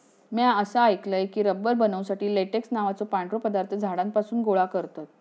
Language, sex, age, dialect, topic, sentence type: Marathi, female, 56-60, Southern Konkan, agriculture, statement